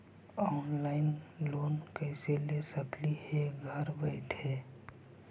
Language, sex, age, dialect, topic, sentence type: Magahi, male, 56-60, Central/Standard, banking, question